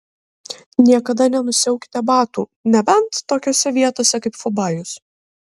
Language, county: Lithuanian, Kaunas